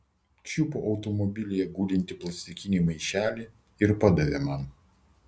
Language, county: Lithuanian, Vilnius